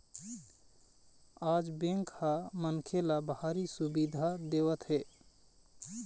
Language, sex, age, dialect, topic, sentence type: Chhattisgarhi, male, 31-35, Eastern, banking, statement